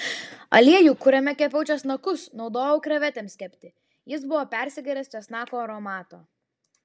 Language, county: Lithuanian, Vilnius